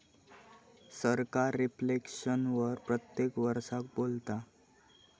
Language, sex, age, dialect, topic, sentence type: Marathi, male, 18-24, Southern Konkan, banking, statement